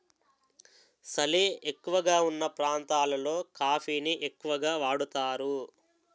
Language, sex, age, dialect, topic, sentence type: Telugu, male, 18-24, Utterandhra, agriculture, statement